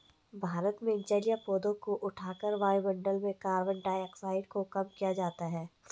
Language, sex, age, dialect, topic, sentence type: Hindi, female, 31-35, Garhwali, agriculture, statement